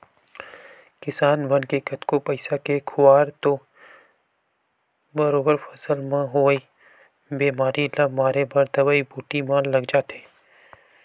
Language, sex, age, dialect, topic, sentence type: Chhattisgarhi, male, 18-24, Western/Budati/Khatahi, agriculture, statement